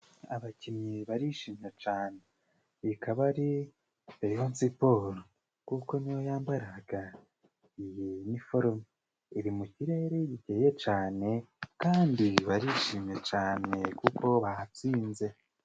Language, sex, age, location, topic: Kinyarwanda, male, 25-35, Musanze, government